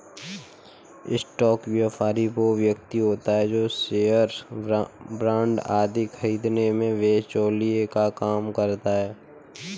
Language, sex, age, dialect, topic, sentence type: Hindi, male, 18-24, Kanauji Braj Bhasha, banking, statement